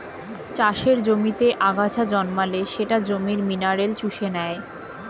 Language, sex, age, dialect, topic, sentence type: Bengali, female, 25-30, Standard Colloquial, agriculture, statement